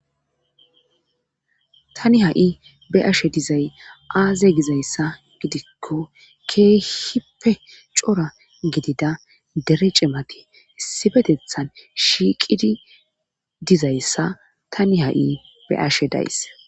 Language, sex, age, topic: Gamo, female, 25-35, government